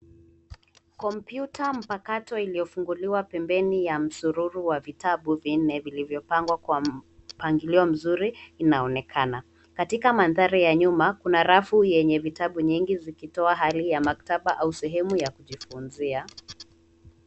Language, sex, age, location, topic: Swahili, female, 18-24, Nairobi, education